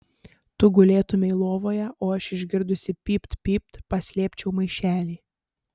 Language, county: Lithuanian, Panevėžys